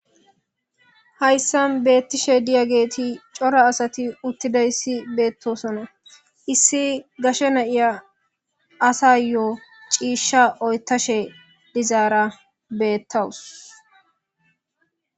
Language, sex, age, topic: Gamo, male, 18-24, government